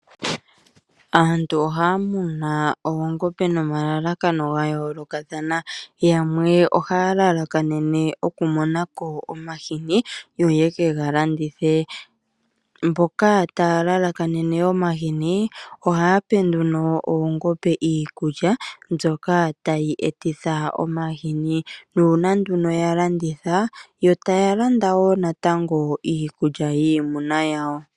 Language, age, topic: Oshiwambo, 25-35, agriculture